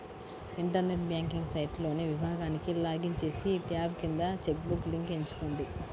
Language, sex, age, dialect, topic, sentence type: Telugu, female, 18-24, Central/Coastal, banking, statement